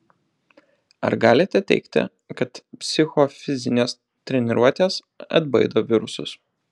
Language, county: Lithuanian, Alytus